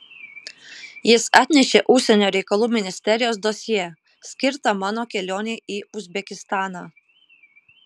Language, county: Lithuanian, Kaunas